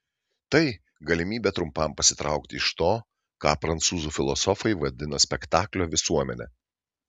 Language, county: Lithuanian, Šiauliai